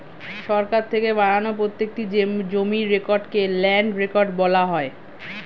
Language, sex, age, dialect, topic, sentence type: Bengali, female, 31-35, Standard Colloquial, agriculture, statement